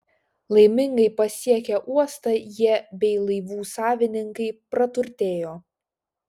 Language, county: Lithuanian, Šiauliai